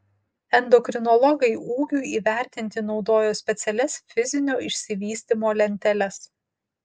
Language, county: Lithuanian, Utena